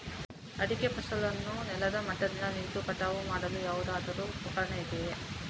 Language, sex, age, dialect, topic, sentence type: Kannada, female, 18-24, Mysore Kannada, agriculture, question